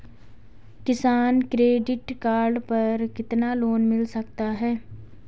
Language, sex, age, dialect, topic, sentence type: Hindi, female, 18-24, Garhwali, banking, question